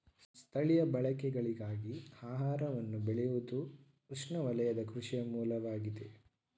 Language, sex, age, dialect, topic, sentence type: Kannada, male, 46-50, Mysore Kannada, agriculture, statement